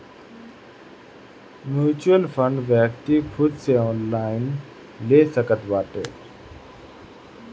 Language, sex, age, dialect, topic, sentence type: Bhojpuri, male, 31-35, Northern, banking, statement